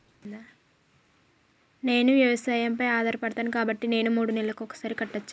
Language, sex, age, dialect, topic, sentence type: Telugu, female, 41-45, Telangana, banking, question